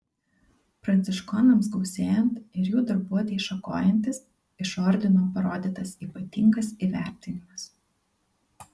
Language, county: Lithuanian, Kaunas